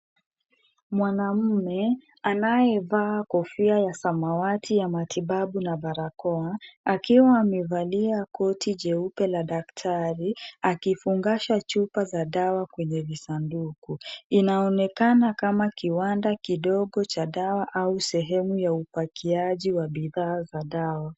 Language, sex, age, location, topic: Swahili, female, 25-35, Kisumu, health